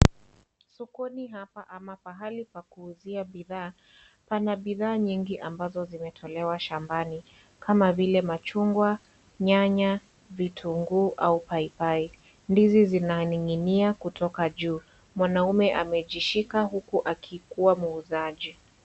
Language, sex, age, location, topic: Swahili, female, 50+, Kisii, finance